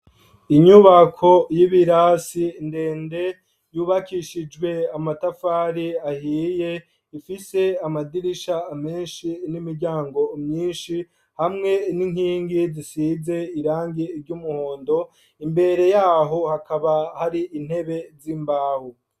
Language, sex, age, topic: Rundi, male, 25-35, education